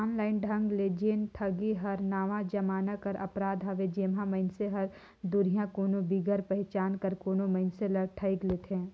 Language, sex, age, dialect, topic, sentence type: Chhattisgarhi, female, 18-24, Northern/Bhandar, banking, statement